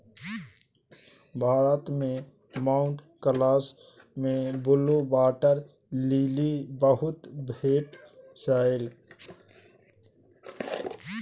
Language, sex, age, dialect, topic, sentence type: Maithili, male, 25-30, Bajjika, agriculture, statement